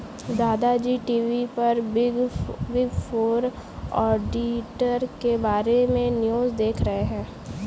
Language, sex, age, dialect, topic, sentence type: Hindi, female, 18-24, Kanauji Braj Bhasha, banking, statement